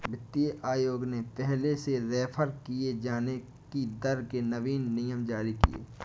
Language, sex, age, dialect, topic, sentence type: Hindi, male, 18-24, Awadhi Bundeli, banking, statement